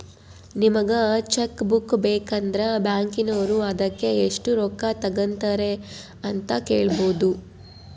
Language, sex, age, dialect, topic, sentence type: Kannada, female, 18-24, Central, banking, statement